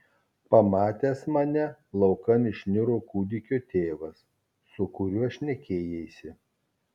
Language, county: Lithuanian, Kaunas